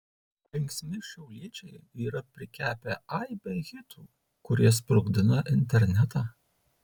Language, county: Lithuanian, Tauragė